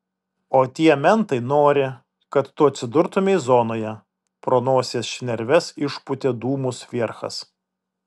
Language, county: Lithuanian, Vilnius